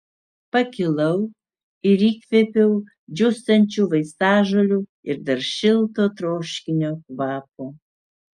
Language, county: Lithuanian, Utena